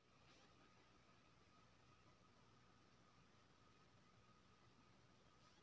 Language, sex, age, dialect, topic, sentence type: Maithili, male, 25-30, Bajjika, agriculture, question